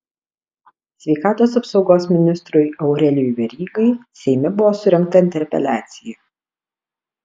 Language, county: Lithuanian, Alytus